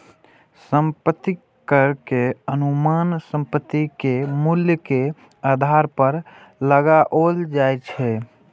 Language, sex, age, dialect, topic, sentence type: Maithili, male, 18-24, Eastern / Thethi, banking, statement